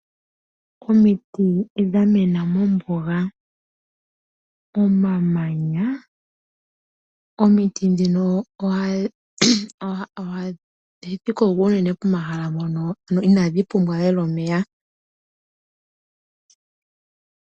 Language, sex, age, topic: Oshiwambo, female, 25-35, agriculture